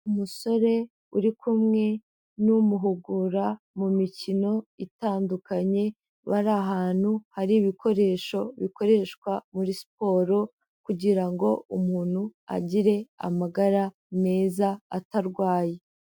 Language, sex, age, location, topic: Kinyarwanda, female, 18-24, Kigali, health